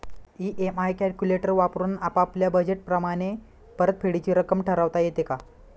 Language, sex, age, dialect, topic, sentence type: Marathi, male, 25-30, Standard Marathi, banking, question